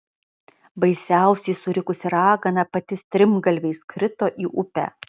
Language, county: Lithuanian, Kaunas